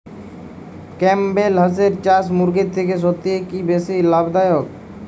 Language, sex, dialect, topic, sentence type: Bengali, male, Jharkhandi, agriculture, question